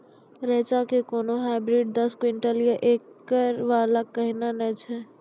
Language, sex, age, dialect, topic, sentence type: Maithili, female, 25-30, Angika, agriculture, question